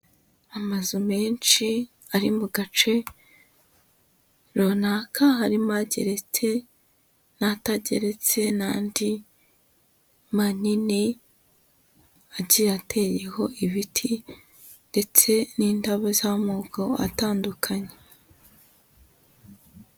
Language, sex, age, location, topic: Kinyarwanda, female, 18-24, Huye, government